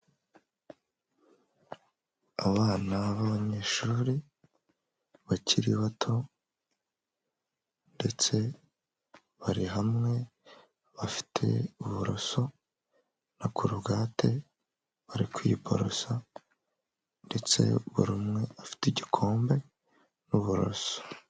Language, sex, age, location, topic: Kinyarwanda, male, 18-24, Huye, health